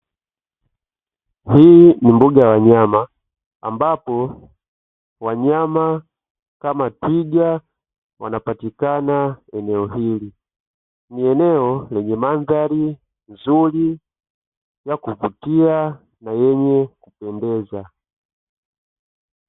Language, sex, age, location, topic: Swahili, male, 25-35, Dar es Salaam, agriculture